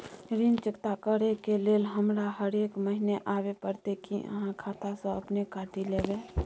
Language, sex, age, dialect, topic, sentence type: Maithili, female, 51-55, Bajjika, banking, question